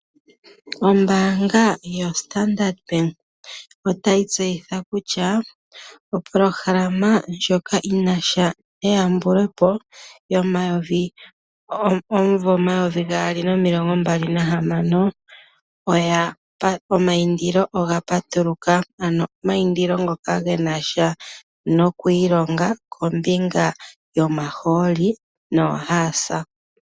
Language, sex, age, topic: Oshiwambo, female, 25-35, finance